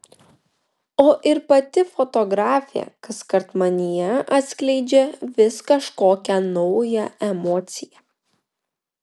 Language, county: Lithuanian, Vilnius